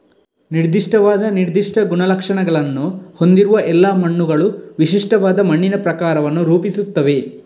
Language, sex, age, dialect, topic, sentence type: Kannada, male, 41-45, Coastal/Dakshin, agriculture, statement